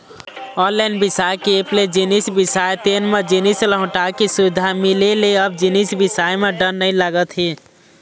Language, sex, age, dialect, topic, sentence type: Chhattisgarhi, male, 18-24, Eastern, banking, statement